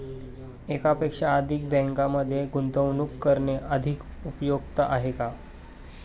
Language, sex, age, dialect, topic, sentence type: Marathi, male, 18-24, Standard Marathi, banking, question